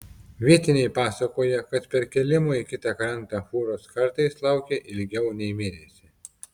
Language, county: Lithuanian, Telšiai